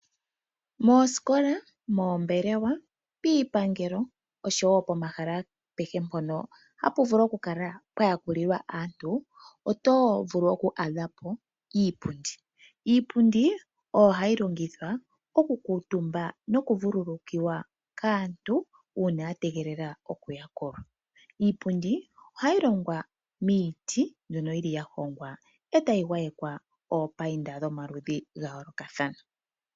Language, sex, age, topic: Oshiwambo, female, 25-35, finance